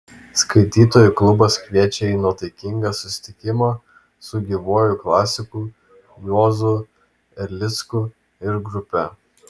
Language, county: Lithuanian, Vilnius